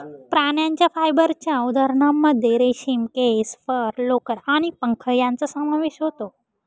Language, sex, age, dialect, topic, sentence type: Marathi, female, 18-24, Northern Konkan, agriculture, statement